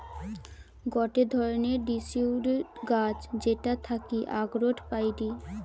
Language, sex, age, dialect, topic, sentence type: Bengali, female, 18-24, Western, agriculture, statement